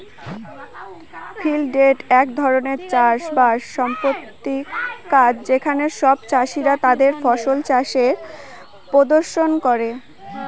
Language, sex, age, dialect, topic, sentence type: Bengali, female, 60-100, Northern/Varendri, agriculture, statement